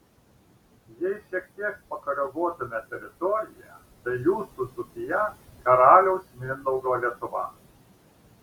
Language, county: Lithuanian, Šiauliai